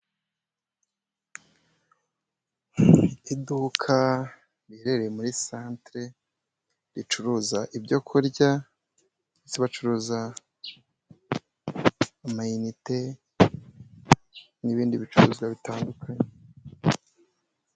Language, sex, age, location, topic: Kinyarwanda, male, 25-35, Musanze, finance